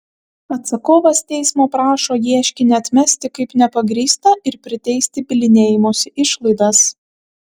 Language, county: Lithuanian, Kaunas